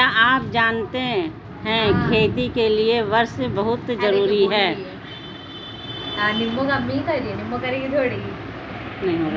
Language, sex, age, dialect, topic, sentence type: Hindi, female, 18-24, Hindustani Malvi Khadi Boli, agriculture, statement